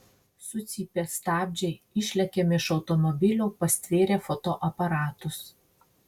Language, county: Lithuanian, Marijampolė